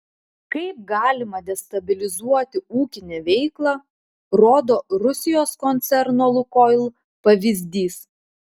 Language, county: Lithuanian, Utena